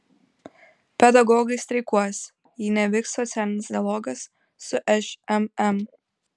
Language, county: Lithuanian, Panevėžys